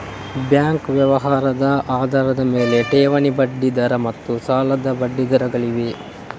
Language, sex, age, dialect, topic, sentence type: Kannada, male, 18-24, Coastal/Dakshin, banking, statement